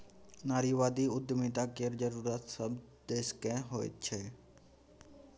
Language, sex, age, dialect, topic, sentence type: Maithili, male, 18-24, Bajjika, banking, statement